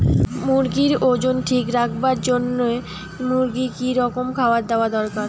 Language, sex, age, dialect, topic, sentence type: Bengali, female, 18-24, Rajbangshi, agriculture, question